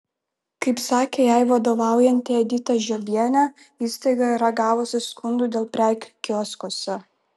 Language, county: Lithuanian, Vilnius